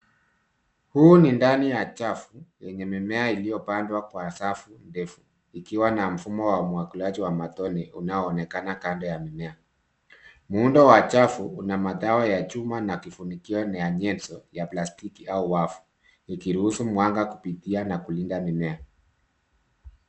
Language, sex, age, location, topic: Swahili, male, 50+, Nairobi, agriculture